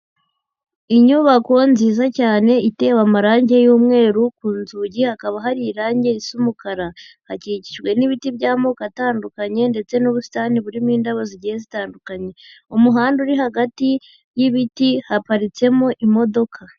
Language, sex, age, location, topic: Kinyarwanda, female, 18-24, Huye, education